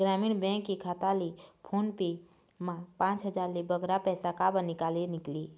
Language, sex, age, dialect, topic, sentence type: Chhattisgarhi, female, 46-50, Eastern, banking, question